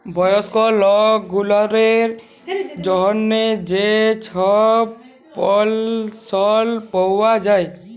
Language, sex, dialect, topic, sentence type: Bengali, male, Jharkhandi, banking, statement